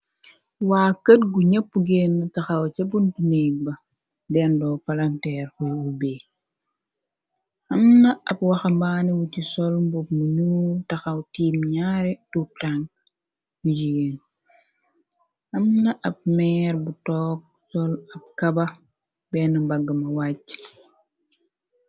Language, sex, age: Wolof, female, 25-35